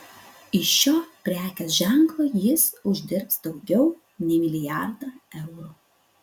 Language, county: Lithuanian, Utena